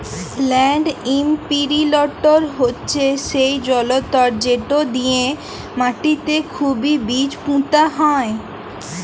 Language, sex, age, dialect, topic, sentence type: Bengali, female, 18-24, Jharkhandi, agriculture, statement